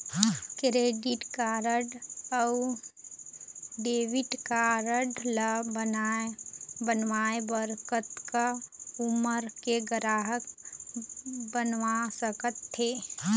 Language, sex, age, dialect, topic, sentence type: Chhattisgarhi, female, 25-30, Eastern, banking, question